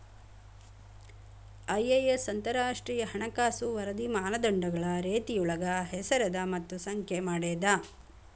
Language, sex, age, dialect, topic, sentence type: Kannada, female, 56-60, Dharwad Kannada, banking, statement